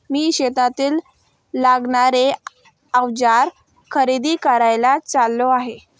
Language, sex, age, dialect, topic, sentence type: Marathi, female, 18-24, Standard Marathi, agriculture, statement